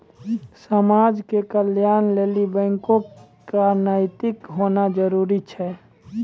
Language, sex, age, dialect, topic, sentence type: Maithili, male, 18-24, Angika, banking, statement